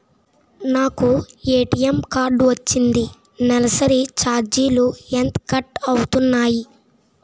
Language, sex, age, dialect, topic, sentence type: Telugu, male, 25-30, Utterandhra, banking, question